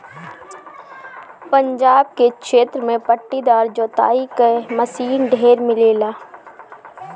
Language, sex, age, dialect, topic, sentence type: Bhojpuri, female, 25-30, Northern, agriculture, statement